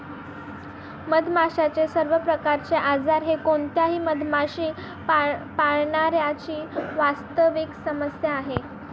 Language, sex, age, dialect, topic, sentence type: Marathi, female, 18-24, Northern Konkan, agriculture, statement